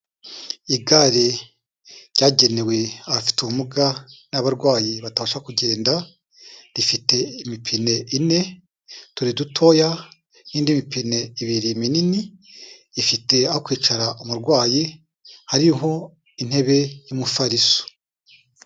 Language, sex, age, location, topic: Kinyarwanda, male, 36-49, Kigali, health